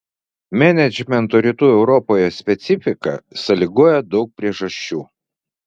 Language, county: Lithuanian, Vilnius